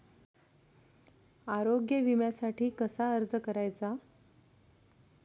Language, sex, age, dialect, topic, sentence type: Marathi, female, 31-35, Standard Marathi, banking, question